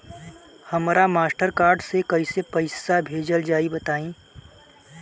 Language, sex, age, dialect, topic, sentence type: Bhojpuri, male, 18-24, Southern / Standard, banking, question